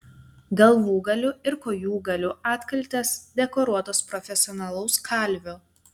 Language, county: Lithuanian, Telšiai